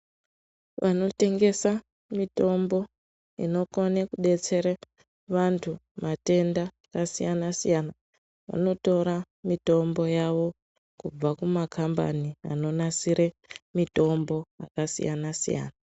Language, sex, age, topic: Ndau, male, 18-24, health